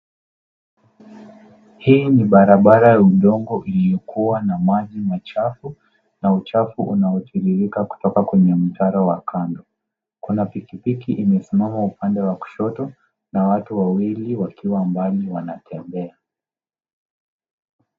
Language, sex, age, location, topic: Swahili, male, 18-24, Nairobi, government